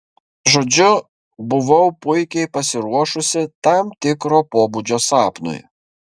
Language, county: Lithuanian, Kaunas